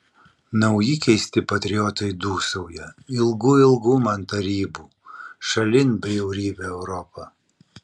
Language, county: Lithuanian, Vilnius